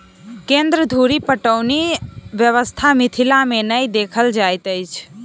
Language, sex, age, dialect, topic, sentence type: Maithili, female, 18-24, Southern/Standard, agriculture, statement